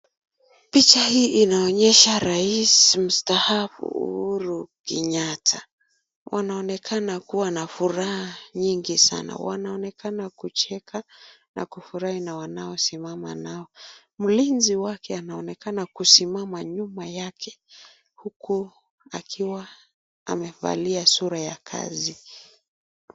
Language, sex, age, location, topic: Swahili, female, 25-35, Nakuru, government